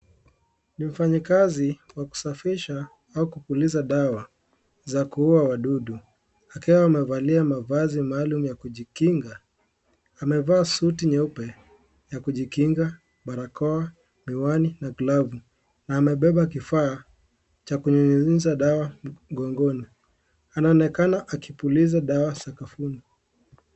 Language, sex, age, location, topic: Swahili, male, 18-24, Kisii, health